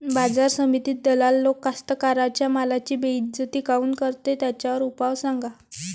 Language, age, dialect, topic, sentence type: Marathi, 25-30, Varhadi, agriculture, question